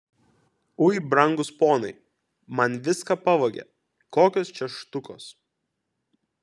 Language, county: Lithuanian, Kaunas